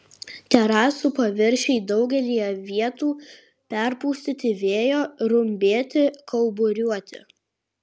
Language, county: Lithuanian, Kaunas